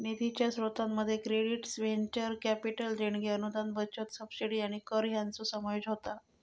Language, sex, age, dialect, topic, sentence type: Marathi, female, 41-45, Southern Konkan, banking, statement